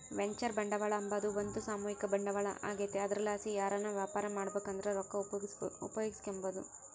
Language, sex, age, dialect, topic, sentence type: Kannada, female, 18-24, Central, banking, statement